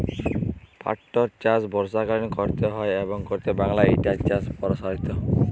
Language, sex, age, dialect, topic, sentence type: Bengali, male, 18-24, Jharkhandi, agriculture, statement